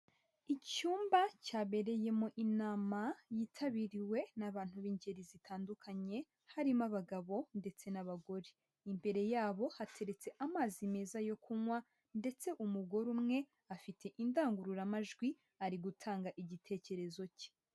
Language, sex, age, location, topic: Kinyarwanda, female, 18-24, Huye, health